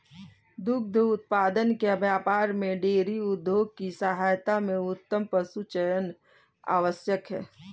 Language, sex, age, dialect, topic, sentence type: Hindi, female, 18-24, Kanauji Braj Bhasha, agriculture, statement